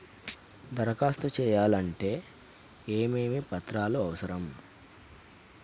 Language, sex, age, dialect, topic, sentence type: Telugu, male, 31-35, Telangana, banking, question